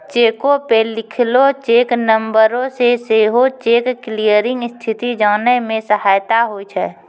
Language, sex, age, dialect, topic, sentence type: Maithili, female, 31-35, Angika, banking, statement